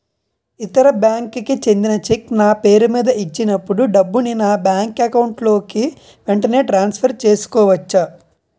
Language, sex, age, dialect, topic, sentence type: Telugu, male, 25-30, Utterandhra, banking, question